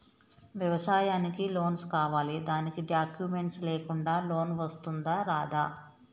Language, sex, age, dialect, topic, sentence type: Telugu, male, 18-24, Telangana, banking, question